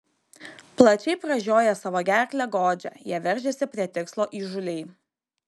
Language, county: Lithuanian, Kaunas